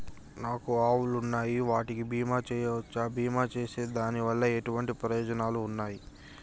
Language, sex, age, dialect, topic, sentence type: Telugu, male, 60-100, Telangana, banking, question